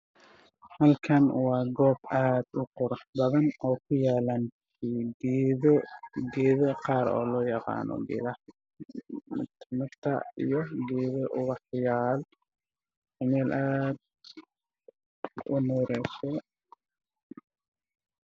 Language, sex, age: Somali, male, 18-24